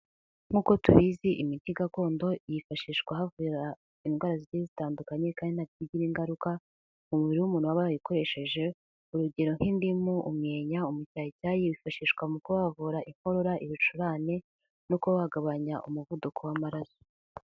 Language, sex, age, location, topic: Kinyarwanda, female, 18-24, Kigali, health